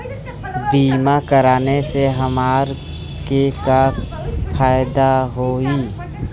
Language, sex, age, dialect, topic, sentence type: Bhojpuri, female, 18-24, Western, banking, question